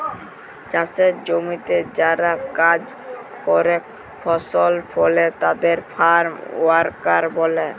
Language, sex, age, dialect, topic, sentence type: Bengali, male, 18-24, Jharkhandi, agriculture, statement